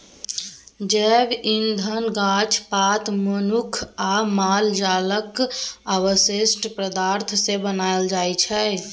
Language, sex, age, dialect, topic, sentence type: Maithili, female, 18-24, Bajjika, agriculture, statement